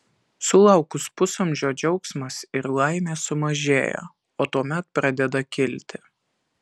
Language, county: Lithuanian, Alytus